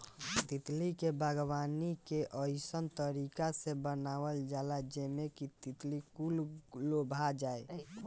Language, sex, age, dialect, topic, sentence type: Bhojpuri, male, 18-24, Northern, agriculture, statement